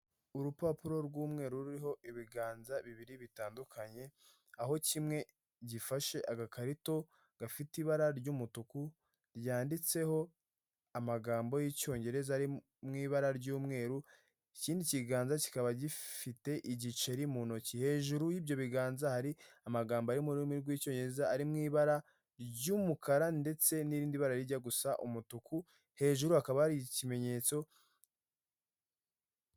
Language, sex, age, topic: Kinyarwanda, male, 18-24, finance